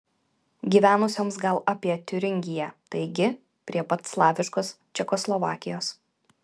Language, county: Lithuanian, Vilnius